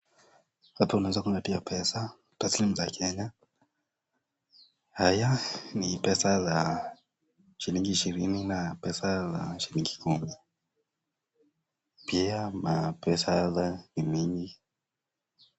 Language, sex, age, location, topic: Swahili, male, 18-24, Nakuru, finance